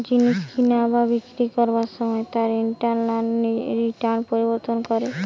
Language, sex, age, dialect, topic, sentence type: Bengali, female, 18-24, Western, banking, statement